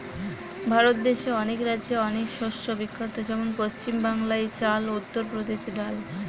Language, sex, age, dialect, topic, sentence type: Bengali, female, 18-24, Western, agriculture, statement